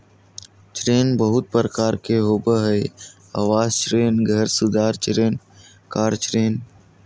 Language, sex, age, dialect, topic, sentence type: Magahi, male, 31-35, Southern, banking, statement